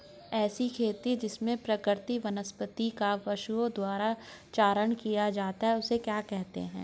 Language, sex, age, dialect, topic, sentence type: Hindi, male, 36-40, Hindustani Malvi Khadi Boli, agriculture, question